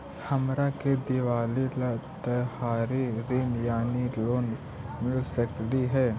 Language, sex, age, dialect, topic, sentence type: Magahi, male, 31-35, Central/Standard, banking, question